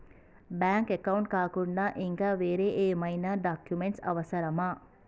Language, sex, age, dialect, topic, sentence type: Telugu, female, 36-40, Telangana, banking, question